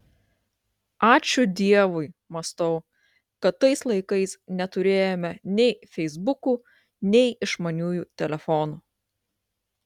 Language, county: Lithuanian, Klaipėda